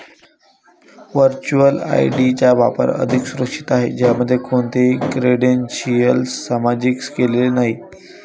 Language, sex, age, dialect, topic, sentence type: Marathi, male, 18-24, Varhadi, banking, statement